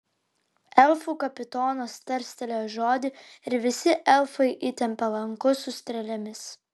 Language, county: Lithuanian, Vilnius